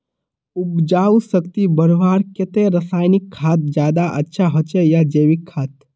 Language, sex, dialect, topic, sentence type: Magahi, male, Northeastern/Surjapuri, agriculture, question